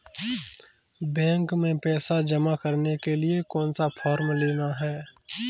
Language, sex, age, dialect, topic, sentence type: Hindi, male, 25-30, Kanauji Braj Bhasha, banking, question